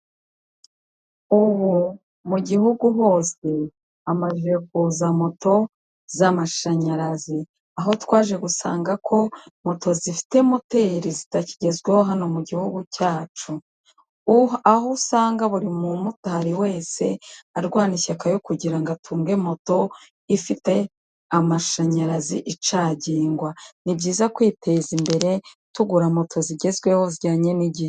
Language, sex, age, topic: Kinyarwanda, female, 36-49, government